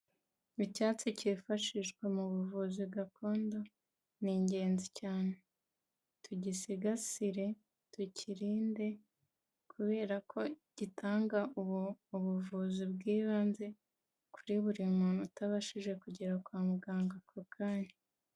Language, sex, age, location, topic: Kinyarwanda, female, 25-35, Kigali, health